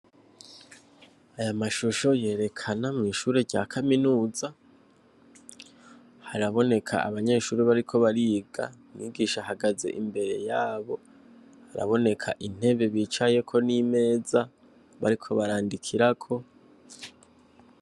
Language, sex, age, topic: Rundi, male, 18-24, education